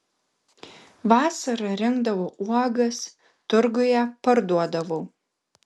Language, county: Lithuanian, Kaunas